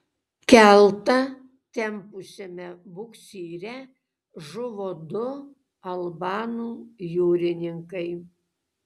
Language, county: Lithuanian, Kaunas